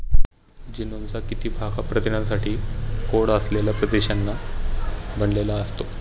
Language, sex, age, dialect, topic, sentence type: Marathi, male, 18-24, Standard Marathi, agriculture, question